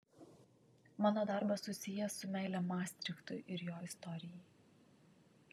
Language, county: Lithuanian, Vilnius